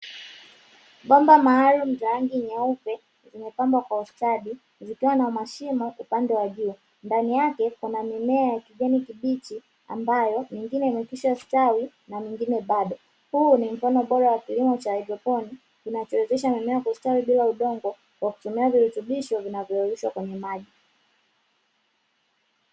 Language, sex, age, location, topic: Swahili, female, 25-35, Dar es Salaam, agriculture